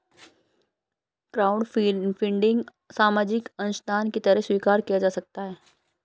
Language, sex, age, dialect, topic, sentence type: Hindi, female, 31-35, Marwari Dhudhari, banking, statement